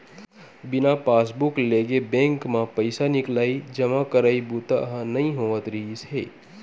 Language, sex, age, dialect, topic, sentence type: Chhattisgarhi, male, 18-24, Western/Budati/Khatahi, banking, statement